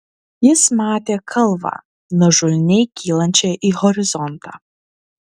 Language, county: Lithuanian, Klaipėda